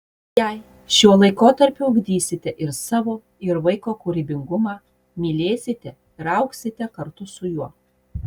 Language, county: Lithuanian, Utena